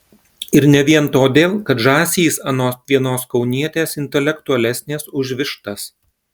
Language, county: Lithuanian, Klaipėda